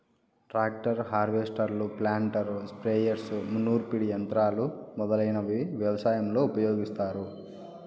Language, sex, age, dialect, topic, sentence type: Telugu, male, 41-45, Southern, agriculture, statement